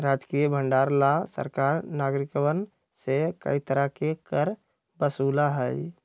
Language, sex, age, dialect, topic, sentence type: Magahi, male, 60-100, Western, banking, statement